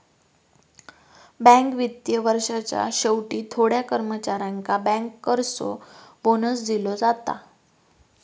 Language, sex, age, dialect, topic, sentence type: Marathi, female, 18-24, Southern Konkan, banking, statement